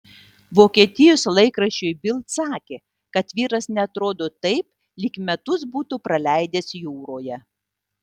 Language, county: Lithuanian, Tauragė